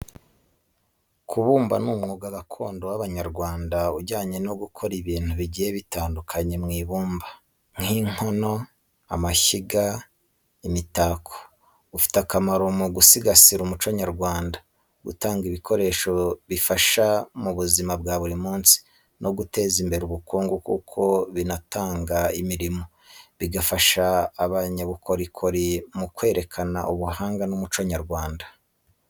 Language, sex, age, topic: Kinyarwanda, male, 25-35, education